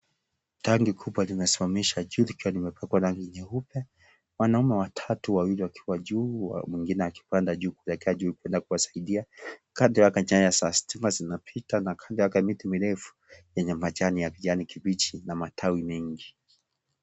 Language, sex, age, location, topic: Swahili, male, 36-49, Kisii, health